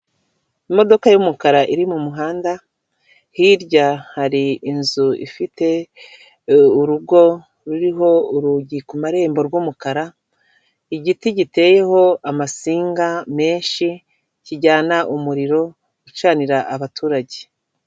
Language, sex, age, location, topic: Kinyarwanda, female, 36-49, Kigali, government